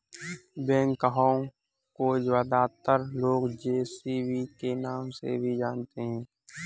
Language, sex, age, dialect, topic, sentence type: Hindi, male, 18-24, Kanauji Braj Bhasha, agriculture, statement